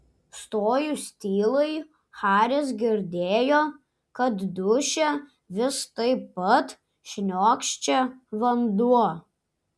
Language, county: Lithuanian, Klaipėda